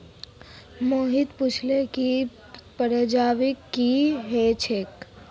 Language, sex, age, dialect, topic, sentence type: Magahi, female, 36-40, Northeastern/Surjapuri, agriculture, statement